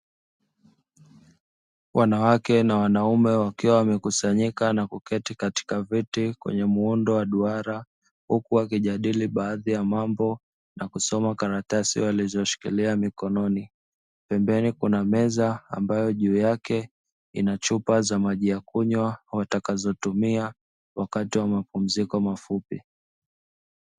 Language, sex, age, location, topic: Swahili, male, 25-35, Dar es Salaam, education